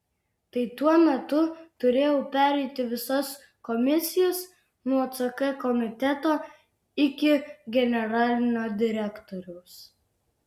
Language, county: Lithuanian, Vilnius